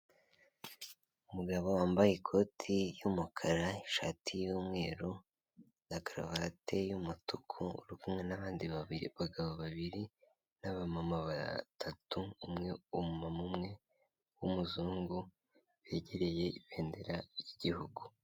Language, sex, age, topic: Kinyarwanda, male, 18-24, health